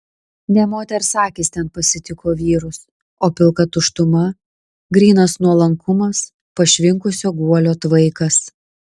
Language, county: Lithuanian, Klaipėda